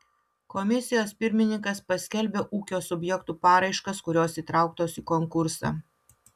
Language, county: Lithuanian, Utena